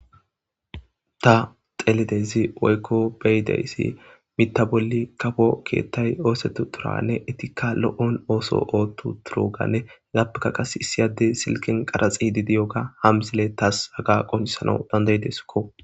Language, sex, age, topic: Gamo, male, 25-35, government